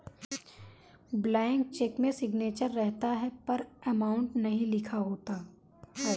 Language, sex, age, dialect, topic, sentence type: Hindi, female, 18-24, Kanauji Braj Bhasha, banking, statement